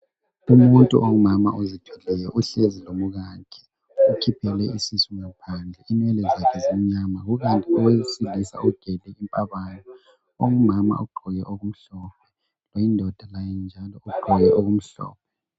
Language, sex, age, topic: North Ndebele, male, 18-24, health